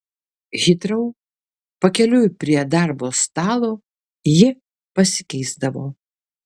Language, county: Lithuanian, Kaunas